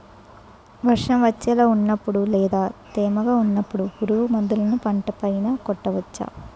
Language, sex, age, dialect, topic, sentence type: Telugu, female, 18-24, Utterandhra, agriculture, question